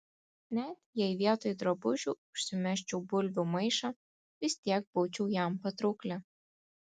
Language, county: Lithuanian, Kaunas